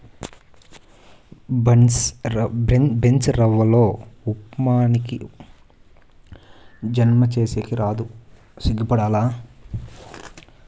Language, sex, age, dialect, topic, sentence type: Telugu, male, 25-30, Southern, agriculture, statement